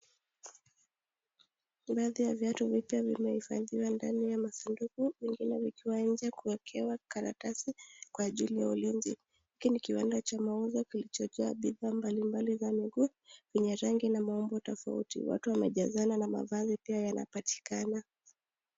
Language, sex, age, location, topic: Swahili, female, 18-24, Nakuru, finance